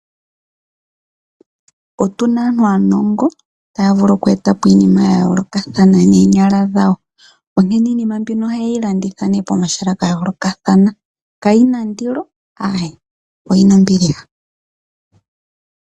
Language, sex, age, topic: Oshiwambo, female, 25-35, finance